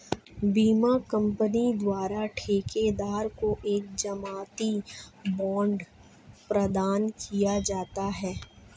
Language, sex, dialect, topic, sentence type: Hindi, female, Marwari Dhudhari, banking, statement